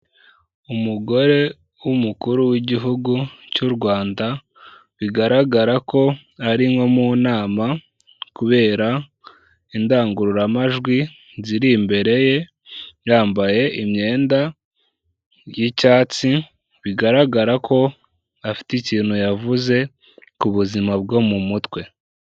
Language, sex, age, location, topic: Kinyarwanda, male, 18-24, Kigali, health